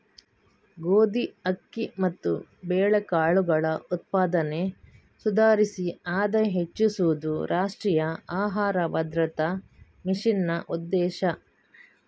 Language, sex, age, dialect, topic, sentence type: Kannada, female, 56-60, Coastal/Dakshin, agriculture, statement